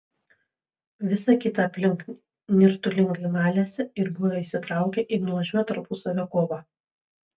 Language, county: Lithuanian, Vilnius